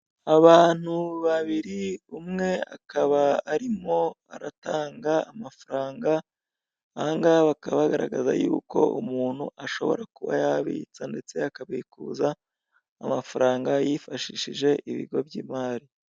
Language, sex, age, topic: Kinyarwanda, female, 25-35, finance